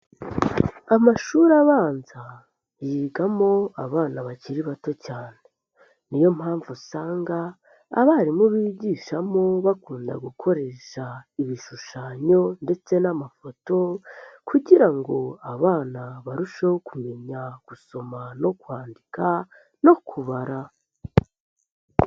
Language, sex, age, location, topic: Kinyarwanda, female, 18-24, Nyagatare, education